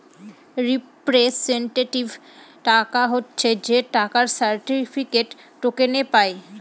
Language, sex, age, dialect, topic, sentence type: Bengali, female, 18-24, Northern/Varendri, banking, statement